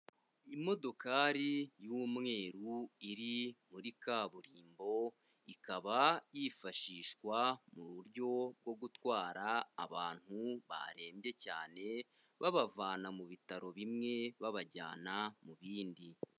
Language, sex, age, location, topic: Kinyarwanda, male, 25-35, Kigali, health